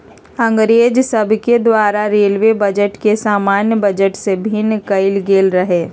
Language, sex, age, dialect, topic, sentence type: Magahi, female, 51-55, Western, banking, statement